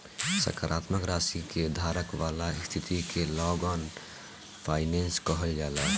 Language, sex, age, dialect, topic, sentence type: Bhojpuri, male, <18, Southern / Standard, banking, statement